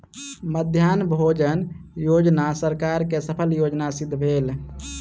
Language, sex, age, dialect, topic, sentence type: Maithili, male, 31-35, Southern/Standard, agriculture, statement